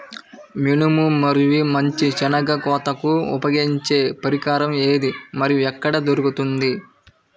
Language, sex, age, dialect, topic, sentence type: Telugu, male, 18-24, Central/Coastal, agriculture, question